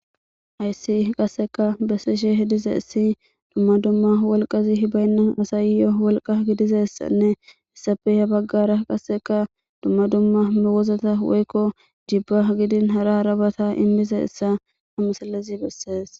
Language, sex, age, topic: Gamo, female, 18-24, government